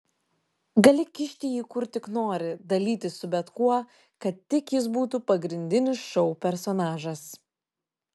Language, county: Lithuanian, Šiauliai